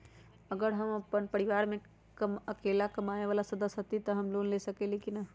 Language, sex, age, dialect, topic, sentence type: Magahi, female, 31-35, Western, banking, question